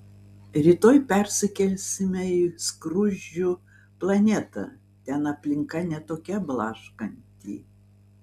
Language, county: Lithuanian, Vilnius